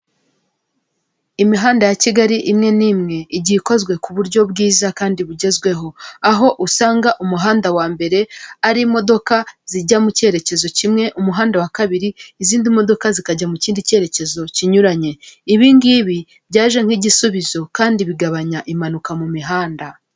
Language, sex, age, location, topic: Kinyarwanda, female, 25-35, Kigali, government